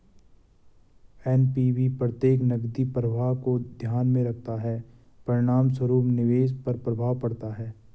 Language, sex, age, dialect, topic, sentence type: Hindi, male, 18-24, Garhwali, banking, statement